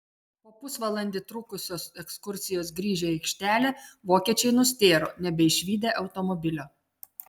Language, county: Lithuanian, Telšiai